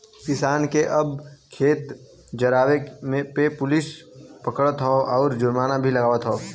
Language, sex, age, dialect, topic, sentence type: Bhojpuri, male, 18-24, Western, agriculture, statement